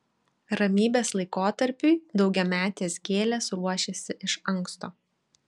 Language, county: Lithuanian, Šiauliai